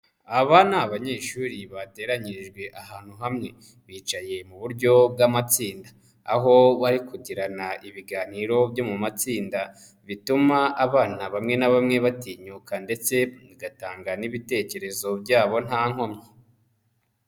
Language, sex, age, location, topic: Kinyarwanda, male, 25-35, Kigali, education